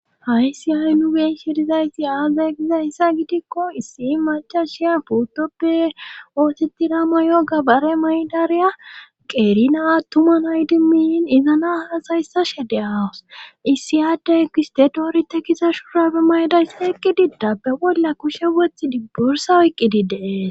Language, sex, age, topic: Gamo, female, 25-35, government